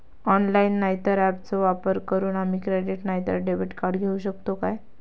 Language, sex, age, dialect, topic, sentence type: Marathi, female, 25-30, Southern Konkan, banking, question